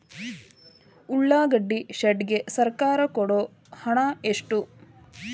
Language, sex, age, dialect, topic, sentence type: Kannada, female, 31-35, Dharwad Kannada, agriculture, question